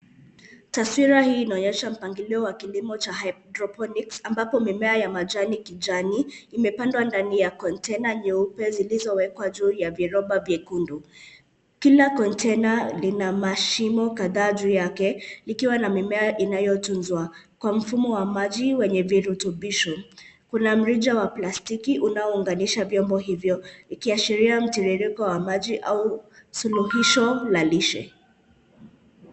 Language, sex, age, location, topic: Swahili, male, 18-24, Nairobi, agriculture